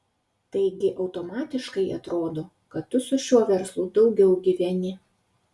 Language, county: Lithuanian, Utena